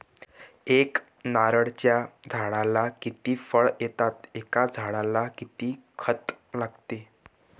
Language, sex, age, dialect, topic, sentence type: Marathi, male, 18-24, Northern Konkan, agriculture, question